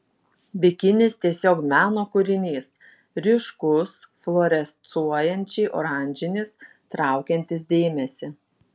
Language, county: Lithuanian, Šiauliai